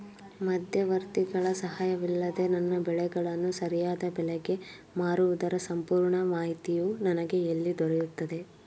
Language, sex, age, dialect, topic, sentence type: Kannada, female, 18-24, Mysore Kannada, agriculture, question